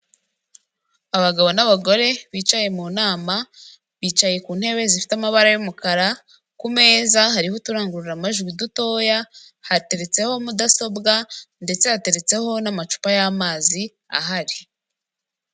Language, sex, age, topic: Kinyarwanda, female, 18-24, government